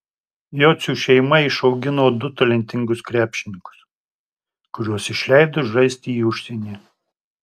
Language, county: Lithuanian, Tauragė